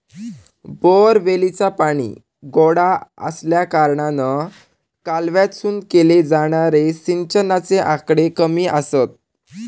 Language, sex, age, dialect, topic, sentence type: Marathi, male, 18-24, Southern Konkan, agriculture, statement